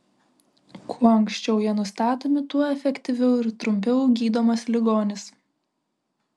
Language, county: Lithuanian, Vilnius